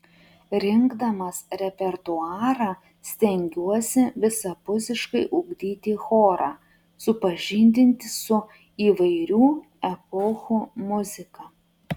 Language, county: Lithuanian, Utena